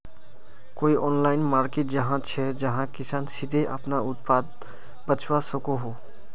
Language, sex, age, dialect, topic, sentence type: Magahi, male, 25-30, Northeastern/Surjapuri, agriculture, statement